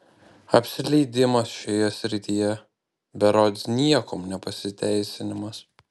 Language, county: Lithuanian, Panevėžys